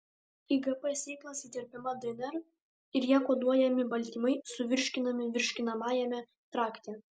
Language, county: Lithuanian, Alytus